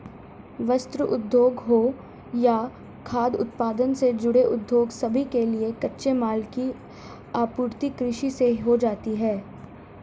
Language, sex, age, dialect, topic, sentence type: Hindi, female, 36-40, Marwari Dhudhari, agriculture, statement